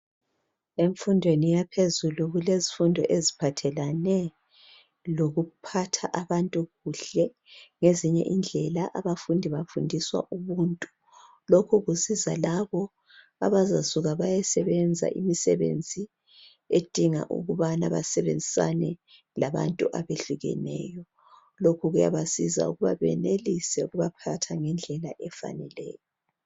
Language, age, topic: North Ndebele, 36-49, education